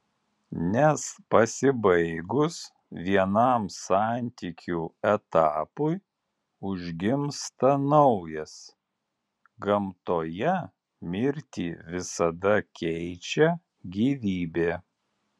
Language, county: Lithuanian, Alytus